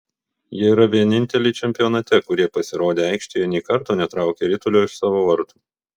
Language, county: Lithuanian, Vilnius